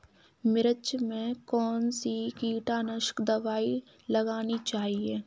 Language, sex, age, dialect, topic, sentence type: Hindi, female, 18-24, Kanauji Braj Bhasha, agriculture, question